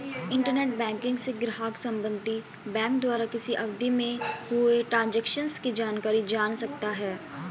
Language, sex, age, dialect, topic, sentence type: Hindi, female, 18-24, Marwari Dhudhari, banking, statement